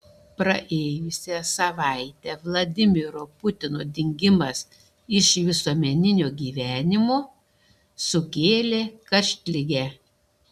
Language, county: Lithuanian, Šiauliai